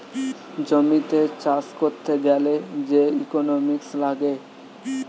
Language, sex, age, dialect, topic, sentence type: Bengali, male, 18-24, Western, banking, statement